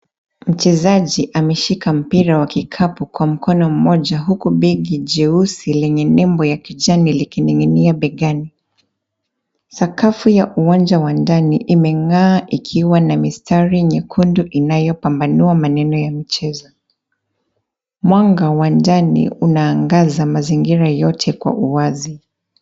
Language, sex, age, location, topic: Swahili, female, 25-35, Nairobi, health